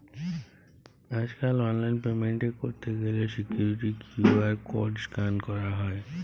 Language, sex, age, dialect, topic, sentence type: Bengali, male, 25-30, Jharkhandi, banking, statement